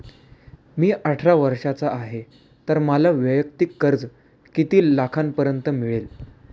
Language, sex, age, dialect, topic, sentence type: Marathi, male, 18-24, Standard Marathi, banking, question